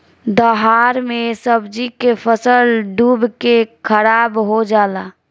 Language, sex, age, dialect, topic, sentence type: Bhojpuri, female, 18-24, Southern / Standard, agriculture, statement